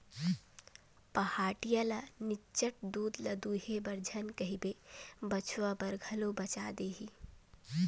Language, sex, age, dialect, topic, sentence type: Chhattisgarhi, female, 18-24, Western/Budati/Khatahi, agriculture, statement